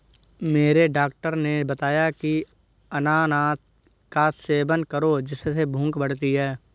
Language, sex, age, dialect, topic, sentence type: Hindi, male, 18-24, Awadhi Bundeli, agriculture, statement